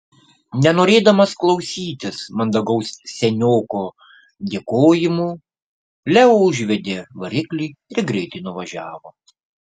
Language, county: Lithuanian, Kaunas